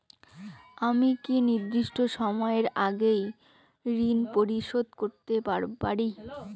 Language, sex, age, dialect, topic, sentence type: Bengali, female, 18-24, Rajbangshi, banking, question